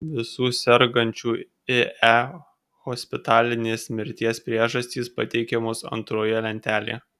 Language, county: Lithuanian, Kaunas